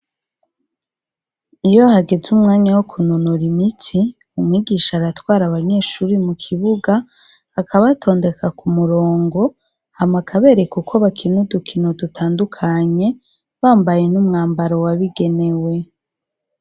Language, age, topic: Rundi, 25-35, education